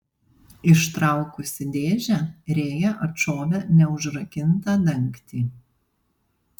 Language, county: Lithuanian, Panevėžys